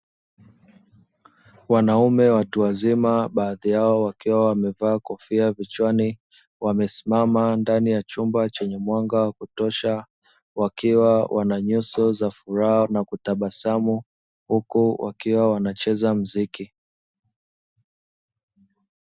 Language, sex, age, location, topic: Swahili, male, 25-35, Dar es Salaam, education